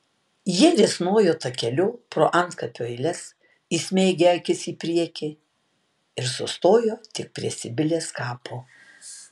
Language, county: Lithuanian, Tauragė